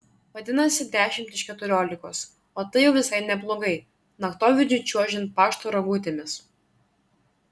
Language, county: Lithuanian, Klaipėda